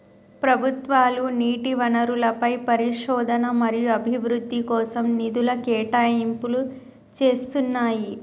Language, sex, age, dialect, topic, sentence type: Telugu, male, 41-45, Telangana, banking, statement